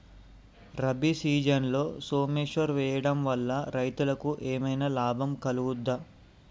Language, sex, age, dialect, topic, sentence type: Telugu, male, 18-24, Telangana, agriculture, question